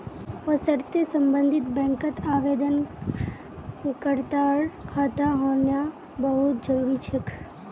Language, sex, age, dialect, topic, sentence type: Magahi, female, 18-24, Northeastern/Surjapuri, banking, statement